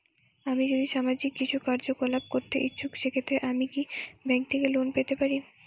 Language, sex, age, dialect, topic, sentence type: Bengali, female, 18-24, Northern/Varendri, banking, question